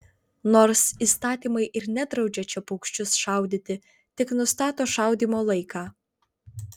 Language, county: Lithuanian, Vilnius